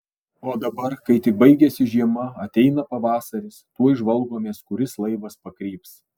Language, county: Lithuanian, Alytus